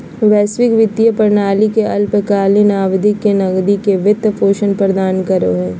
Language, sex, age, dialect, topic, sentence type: Magahi, female, 56-60, Southern, banking, statement